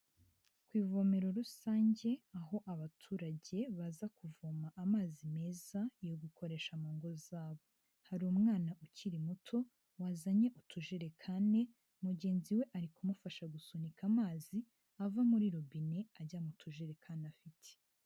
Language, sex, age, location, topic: Kinyarwanda, female, 18-24, Huye, health